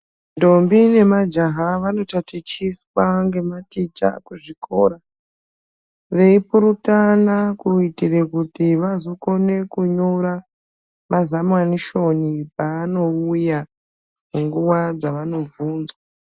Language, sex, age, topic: Ndau, female, 36-49, education